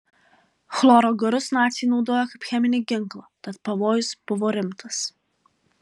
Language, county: Lithuanian, Alytus